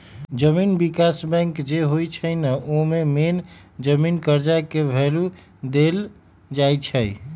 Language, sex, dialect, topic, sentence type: Magahi, male, Western, banking, statement